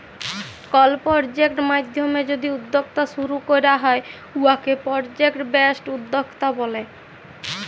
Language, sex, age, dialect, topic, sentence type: Bengali, female, 18-24, Jharkhandi, banking, statement